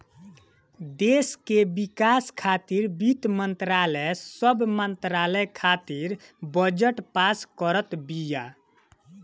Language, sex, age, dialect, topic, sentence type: Bhojpuri, male, 18-24, Northern, banking, statement